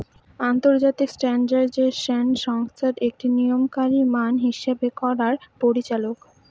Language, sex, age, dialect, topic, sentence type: Bengali, female, 18-24, Northern/Varendri, banking, statement